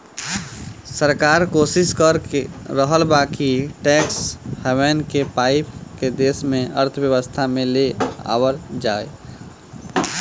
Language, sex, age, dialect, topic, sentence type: Bhojpuri, male, 18-24, Southern / Standard, banking, statement